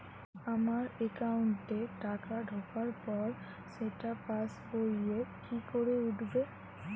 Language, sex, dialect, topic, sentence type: Bengali, female, Rajbangshi, banking, question